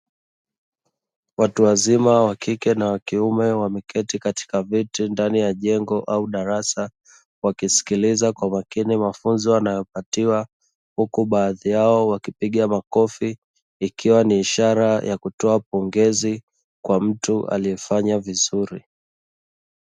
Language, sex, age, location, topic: Swahili, male, 25-35, Dar es Salaam, education